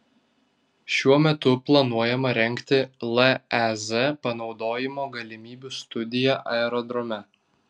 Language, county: Lithuanian, Vilnius